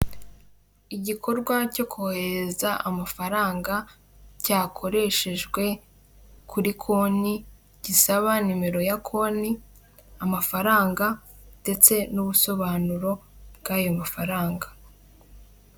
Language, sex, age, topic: Kinyarwanda, female, 18-24, finance